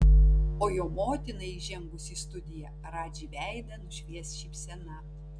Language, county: Lithuanian, Tauragė